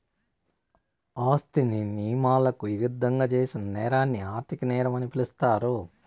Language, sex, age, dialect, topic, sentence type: Telugu, male, 41-45, Southern, banking, statement